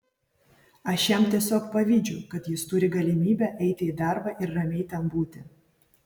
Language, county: Lithuanian, Vilnius